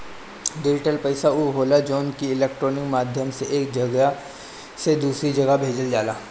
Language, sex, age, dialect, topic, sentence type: Bhojpuri, male, 25-30, Northern, banking, statement